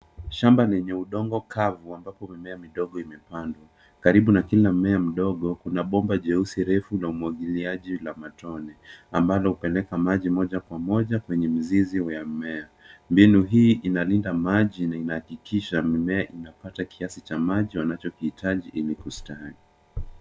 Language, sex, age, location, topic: Swahili, male, 25-35, Nairobi, agriculture